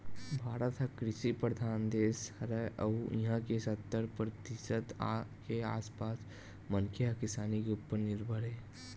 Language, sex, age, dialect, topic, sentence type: Chhattisgarhi, male, 18-24, Western/Budati/Khatahi, agriculture, statement